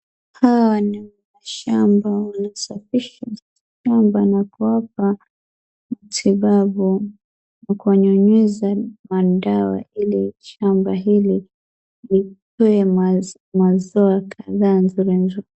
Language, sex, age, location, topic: Swahili, female, 18-24, Wajir, health